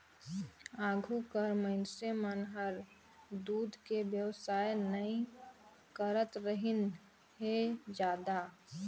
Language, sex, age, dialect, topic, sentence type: Chhattisgarhi, female, 18-24, Northern/Bhandar, agriculture, statement